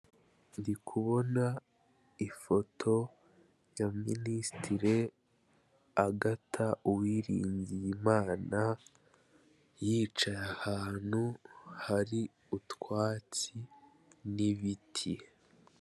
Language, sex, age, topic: Kinyarwanda, male, 25-35, government